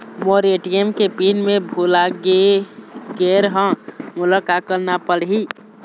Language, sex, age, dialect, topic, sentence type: Chhattisgarhi, male, 18-24, Eastern, banking, question